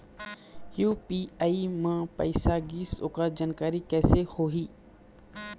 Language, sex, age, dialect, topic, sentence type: Chhattisgarhi, male, 25-30, Eastern, banking, question